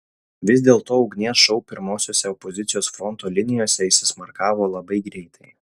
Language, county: Lithuanian, Utena